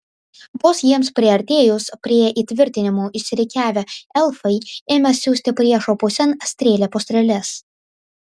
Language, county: Lithuanian, Vilnius